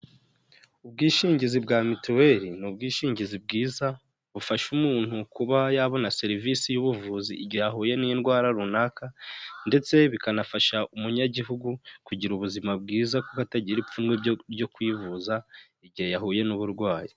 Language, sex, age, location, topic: Kinyarwanda, male, 18-24, Huye, finance